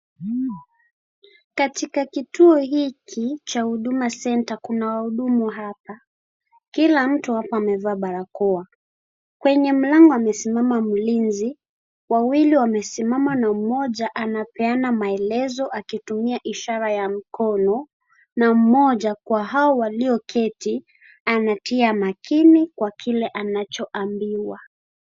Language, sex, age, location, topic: Swahili, female, 18-24, Kisii, government